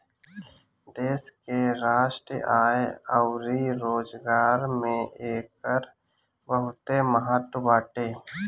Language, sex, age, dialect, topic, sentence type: Bhojpuri, male, 25-30, Northern, agriculture, statement